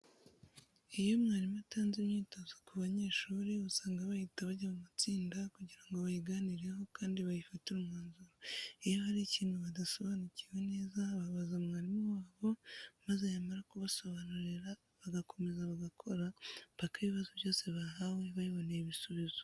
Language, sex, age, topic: Kinyarwanda, female, 25-35, education